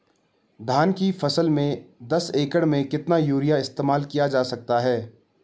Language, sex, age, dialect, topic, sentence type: Hindi, male, 18-24, Garhwali, agriculture, question